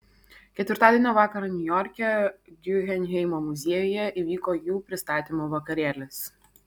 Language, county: Lithuanian, Vilnius